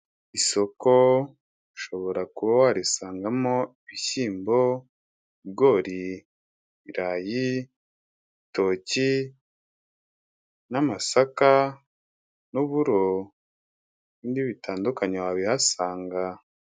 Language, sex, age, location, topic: Kinyarwanda, male, 25-35, Kigali, finance